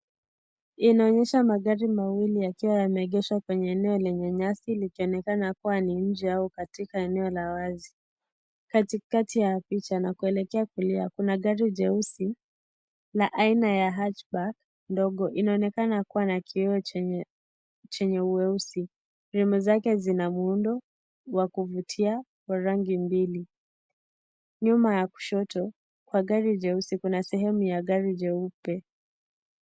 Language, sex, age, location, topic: Swahili, female, 18-24, Kisii, finance